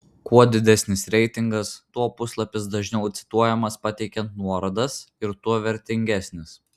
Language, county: Lithuanian, Vilnius